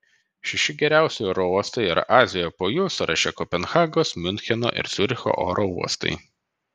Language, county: Lithuanian, Vilnius